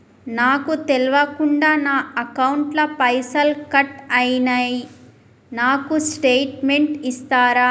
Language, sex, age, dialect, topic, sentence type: Telugu, female, 25-30, Telangana, banking, question